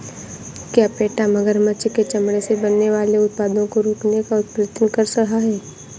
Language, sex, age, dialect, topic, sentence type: Hindi, female, 25-30, Awadhi Bundeli, agriculture, statement